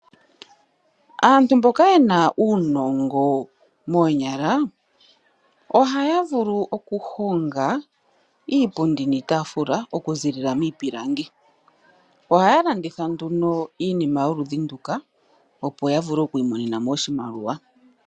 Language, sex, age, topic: Oshiwambo, female, 25-35, agriculture